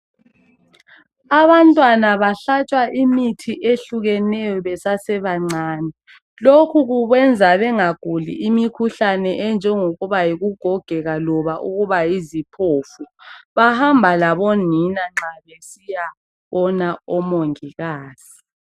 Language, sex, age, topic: North Ndebele, female, 25-35, health